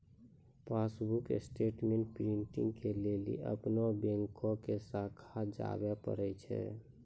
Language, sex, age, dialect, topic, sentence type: Maithili, male, 25-30, Angika, banking, statement